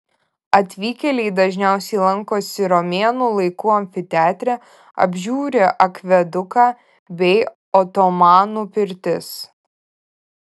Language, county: Lithuanian, Vilnius